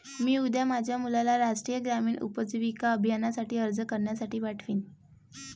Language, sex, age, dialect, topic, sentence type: Marathi, female, 18-24, Varhadi, banking, statement